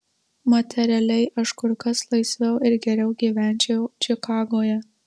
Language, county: Lithuanian, Marijampolė